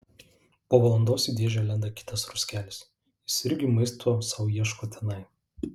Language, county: Lithuanian, Alytus